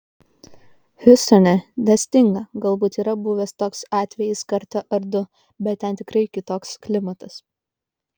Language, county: Lithuanian, Kaunas